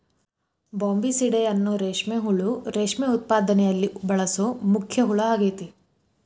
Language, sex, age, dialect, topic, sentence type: Kannada, female, 18-24, Dharwad Kannada, agriculture, statement